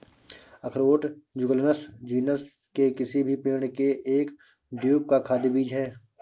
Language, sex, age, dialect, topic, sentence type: Hindi, male, 25-30, Awadhi Bundeli, agriculture, statement